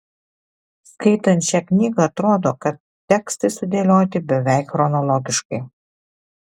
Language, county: Lithuanian, Alytus